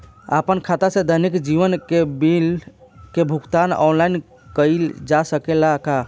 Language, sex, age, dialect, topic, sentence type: Bhojpuri, male, 18-24, Southern / Standard, banking, question